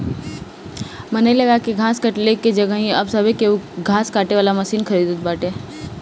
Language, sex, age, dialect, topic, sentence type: Bhojpuri, female, 18-24, Northern, agriculture, statement